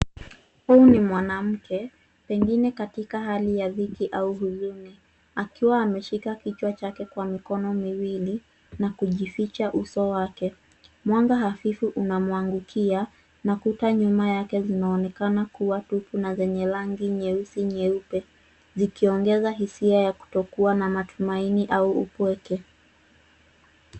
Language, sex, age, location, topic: Swahili, female, 18-24, Nairobi, health